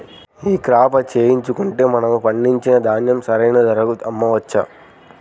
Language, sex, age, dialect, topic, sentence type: Telugu, male, 31-35, Central/Coastal, agriculture, question